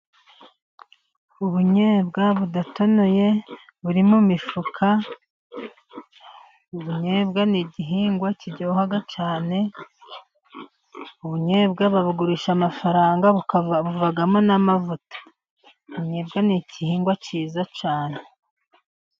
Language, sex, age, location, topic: Kinyarwanda, male, 50+, Musanze, agriculture